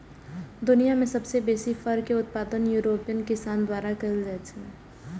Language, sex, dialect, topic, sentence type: Maithili, female, Eastern / Thethi, agriculture, statement